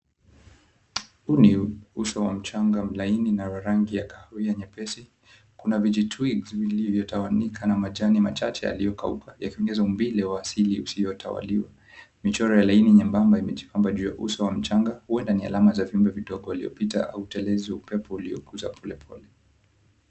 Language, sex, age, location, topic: Swahili, male, 25-35, Mombasa, government